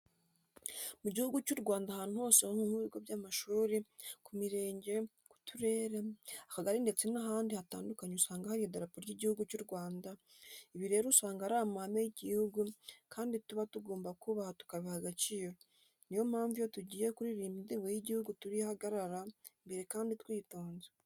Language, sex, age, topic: Kinyarwanda, female, 18-24, education